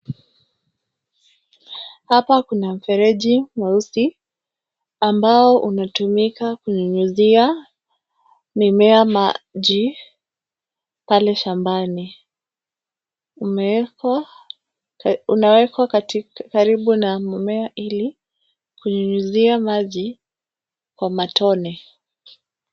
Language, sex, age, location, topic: Swahili, female, 25-35, Nairobi, agriculture